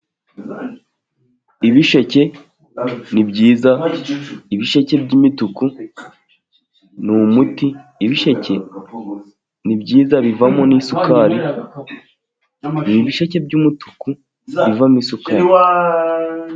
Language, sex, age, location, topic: Kinyarwanda, male, 18-24, Musanze, agriculture